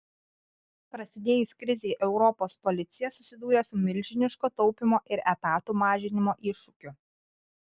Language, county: Lithuanian, Kaunas